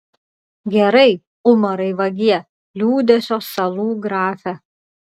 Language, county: Lithuanian, Klaipėda